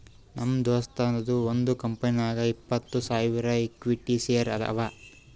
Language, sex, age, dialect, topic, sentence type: Kannada, male, 25-30, Northeastern, banking, statement